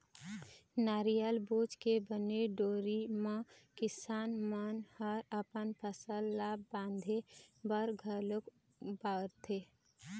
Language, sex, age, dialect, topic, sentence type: Chhattisgarhi, female, 25-30, Eastern, agriculture, statement